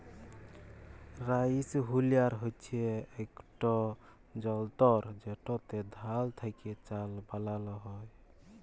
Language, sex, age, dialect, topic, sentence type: Bengali, male, 31-35, Jharkhandi, agriculture, statement